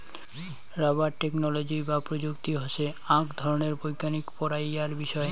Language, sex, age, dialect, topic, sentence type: Bengali, male, 25-30, Rajbangshi, agriculture, statement